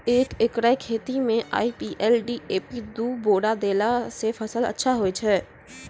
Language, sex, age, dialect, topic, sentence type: Maithili, female, 18-24, Angika, agriculture, question